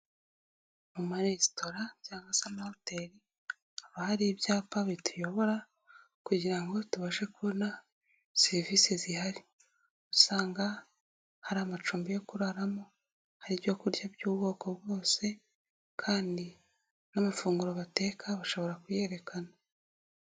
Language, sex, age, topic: Kinyarwanda, female, 18-24, government